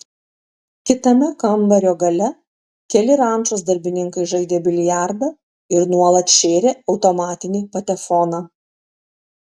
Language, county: Lithuanian, Panevėžys